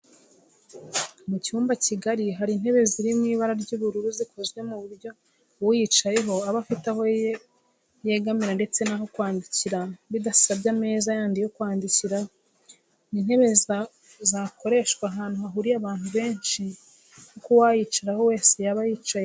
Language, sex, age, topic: Kinyarwanda, female, 25-35, education